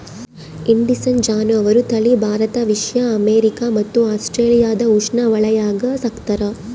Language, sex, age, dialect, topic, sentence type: Kannada, female, 25-30, Central, agriculture, statement